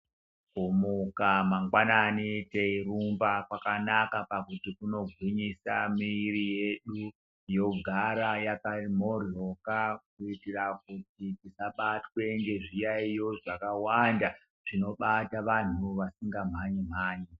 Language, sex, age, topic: Ndau, male, 36-49, health